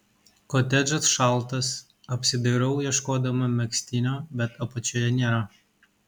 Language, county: Lithuanian, Kaunas